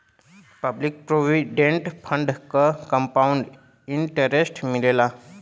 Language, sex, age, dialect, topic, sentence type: Bhojpuri, male, 25-30, Western, banking, statement